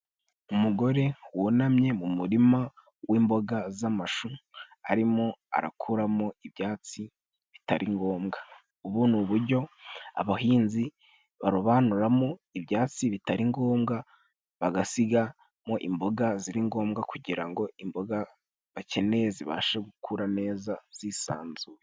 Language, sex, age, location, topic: Kinyarwanda, male, 18-24, Musanze, agriculture